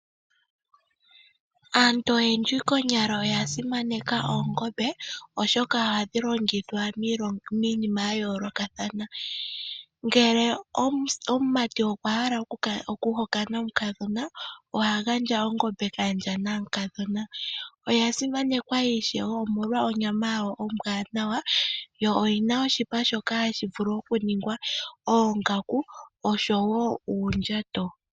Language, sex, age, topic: Oshiwambo, female, 25-35, agriculture